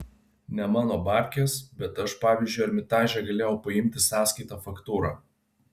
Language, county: Lithuanian, Vilnius